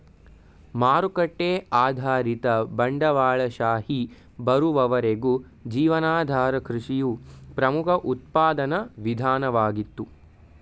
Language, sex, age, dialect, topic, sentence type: Kannada, male, 18-24, Mysore Kannada, agriculture, statement